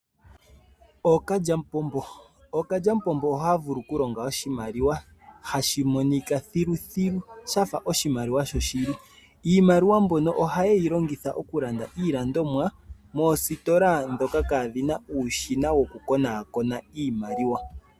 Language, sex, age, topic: Oshiwambo, male, 25-35, finance